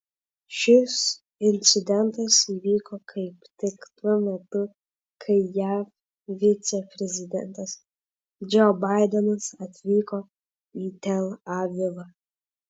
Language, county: Lithuanian, Vilnius